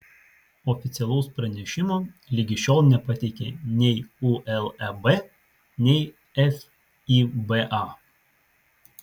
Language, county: Lithuanian, Vilnius